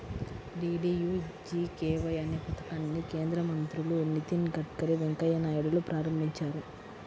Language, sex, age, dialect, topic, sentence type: Telugu, female, 18-24, Central/Coastal, banking, statement